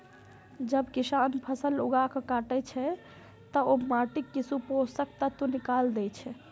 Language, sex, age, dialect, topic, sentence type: Maithili, female, 25-30, Eastern / Thethi, agriculture, statement